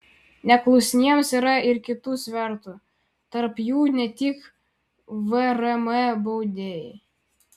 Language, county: Lithuanian, Vilnius